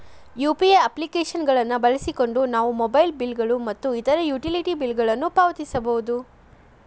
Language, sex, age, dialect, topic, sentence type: Kannada, female, 41-45, Dharwad Kannada, banking, statement